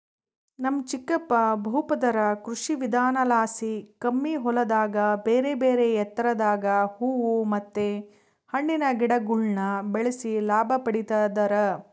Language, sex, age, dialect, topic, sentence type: Kannada, female, 36-40, Central, agriculture, statement